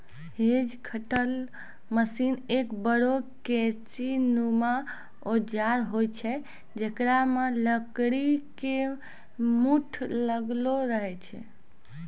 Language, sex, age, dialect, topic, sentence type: Maithili, female, 25-30, Angika, agriculture, statement